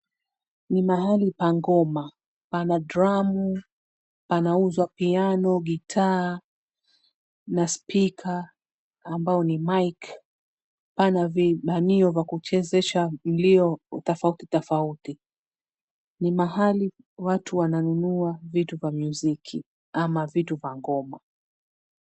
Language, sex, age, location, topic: Swahili, female, 36-49, Mombasa, government